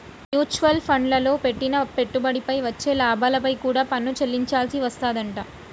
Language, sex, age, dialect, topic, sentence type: Telugu, female, 25-30, Telangana, banking, statement